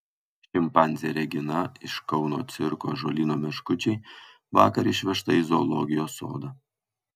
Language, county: Lithuanian, Kaunas